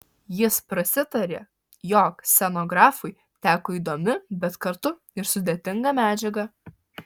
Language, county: Lithuanian, Alytus